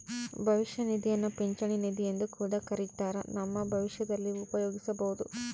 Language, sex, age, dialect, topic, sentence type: Kannada, female, 25-30, Central, banking, statement